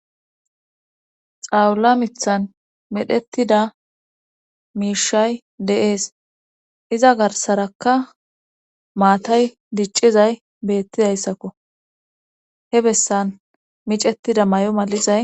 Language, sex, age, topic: Gamo, female, 25-35, government